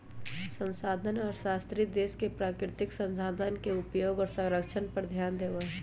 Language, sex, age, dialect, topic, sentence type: Magahi, male, 18-24, Western, banking, statement